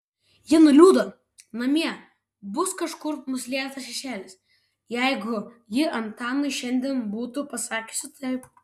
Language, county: Lithuanian, Vilnius